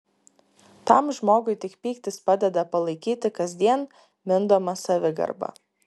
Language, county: Lithuanian, Klaipėda